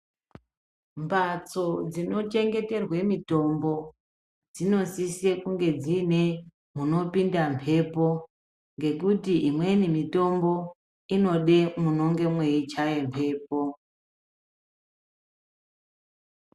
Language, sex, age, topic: Ndau, male, 25-35, health